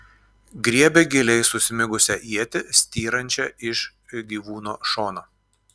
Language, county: Lithuanian, Klaipėda